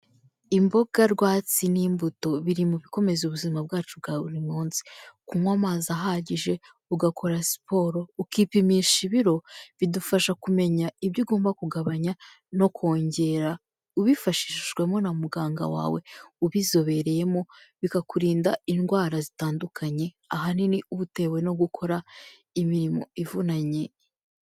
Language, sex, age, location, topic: Kinyarwanda, female, 25-35, Kigali, health